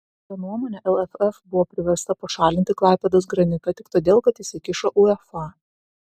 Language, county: Lithuanian, Vilnius